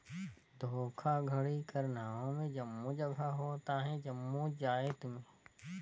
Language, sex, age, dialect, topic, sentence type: Chhattisgarhi, male, 18-24, Northern/Bhandar, banking, statement